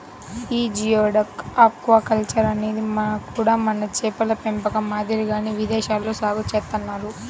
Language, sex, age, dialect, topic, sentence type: Telugu, female, 18-24, Central/Coastal, agriculture, statement